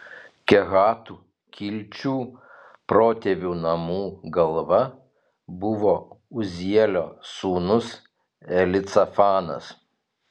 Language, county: Lithuanian, Telšiai